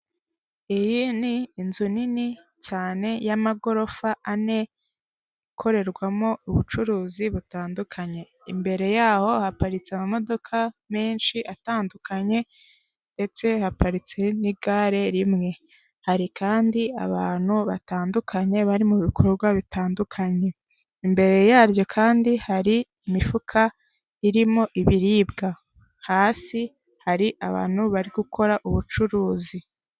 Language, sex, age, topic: Kinyarwanda, female, 18-24, finance